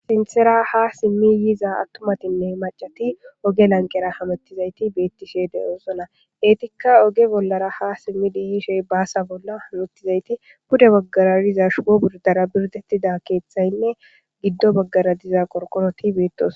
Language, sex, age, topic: Gamo, male, 18-24, government